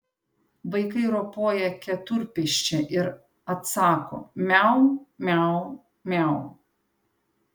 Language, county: Lithuanian, Panevėžys